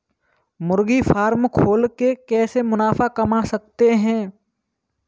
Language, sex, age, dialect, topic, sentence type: Hindi, male, 18-24, Kanauji Braj Bhasha, agriculture, question